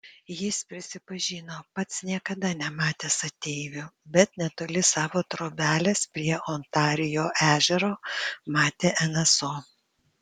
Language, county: Lithuanian, Panevėžys